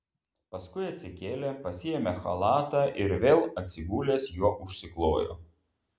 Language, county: Lithuanian, Vilnius